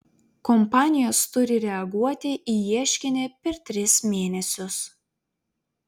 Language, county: Lithuanian, Vilnius